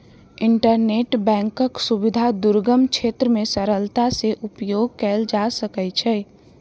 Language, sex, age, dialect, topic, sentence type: Maithili, female, 60-100, Southern/Standard, banking, statement